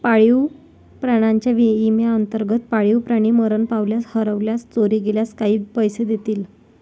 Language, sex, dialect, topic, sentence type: Marathi, female, Varhadi, banking, statement